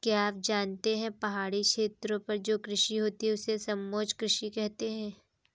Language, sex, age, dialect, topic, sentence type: Hindi, female, 25-30, Kanauji Braj Bhasha, agriculture, statement